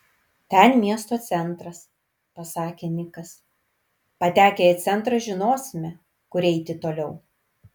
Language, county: Lithuanian, Kaunas